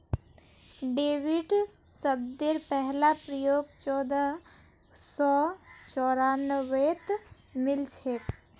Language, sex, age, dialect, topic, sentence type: Magahi, female, 18-24, Northeastern/Surjapuri, banking, statement